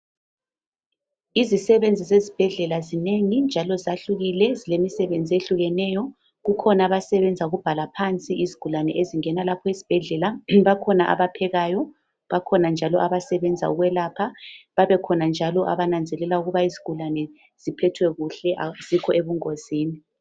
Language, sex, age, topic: North Ndebele, female, 36-49, health